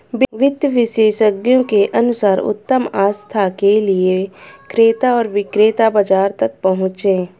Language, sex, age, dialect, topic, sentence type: Hindi, female, 31-35, Hindustani Malvi Khadi Boli, banking, statement